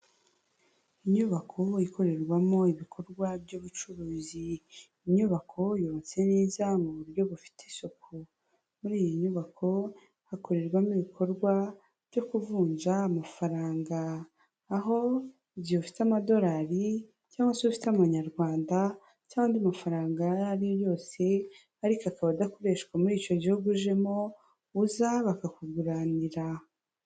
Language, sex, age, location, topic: Kinyarwanda, female, 18-24, Huye, finance